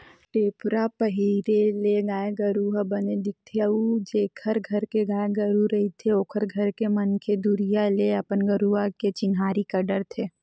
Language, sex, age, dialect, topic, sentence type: Chhattisgarhi, female, 18-24, Western/Budati/Khatahi, agriculture, statement